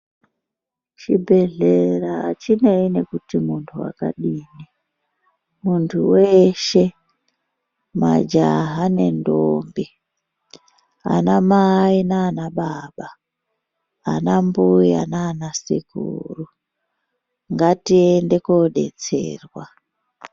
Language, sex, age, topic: Ndau, female, 36-49, health